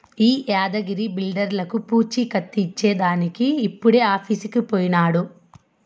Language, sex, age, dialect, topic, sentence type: Telugu, female, 25-30, Southern, banking, statement